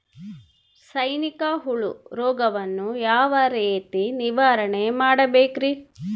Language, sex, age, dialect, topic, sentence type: Kannada, female, 36-40, Central, agriculture, question